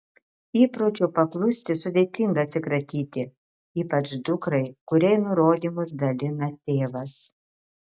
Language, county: Lithuanian, Marijampolė